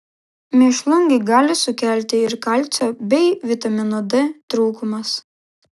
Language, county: Lithuanian, Klaipėda